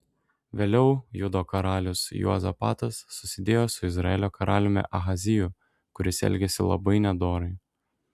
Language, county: Lithuanian, Šiauliai